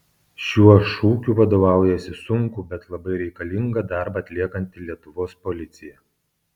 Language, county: Lithuanian, Kaunas